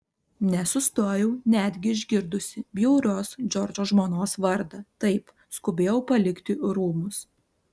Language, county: Lithuanian, Alytus